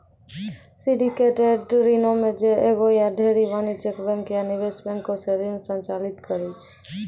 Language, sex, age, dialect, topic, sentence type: Maithili, female, 18-24, Angika, banking, statement